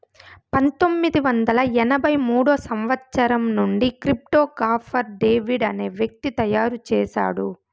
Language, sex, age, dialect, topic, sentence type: Telugu, female, 25-30, Southern, banking, statement